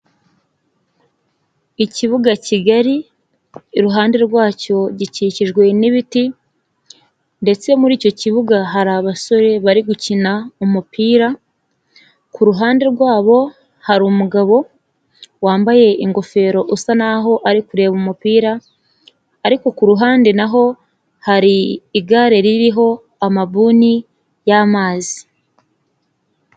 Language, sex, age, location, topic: Kinyarwanda, female, 25-35, Nyagatare, government